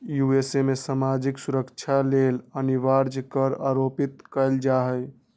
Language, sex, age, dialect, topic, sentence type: Magahi, male, 60-100, Western, banking, statement